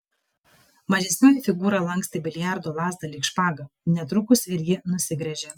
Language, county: Lithuanian, Kaunas